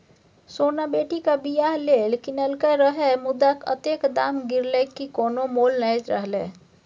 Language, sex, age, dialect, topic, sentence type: Maithili, female, 18-24, Bajjika, banking, statement